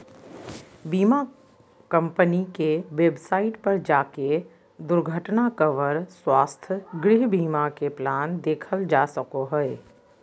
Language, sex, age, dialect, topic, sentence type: Magahi, female, 51-55, Southern, banking, statement